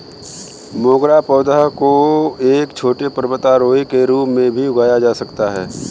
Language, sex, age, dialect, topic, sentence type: Hindi, male, 31-35, Kanauji Braj Bhasha, agriculture, statement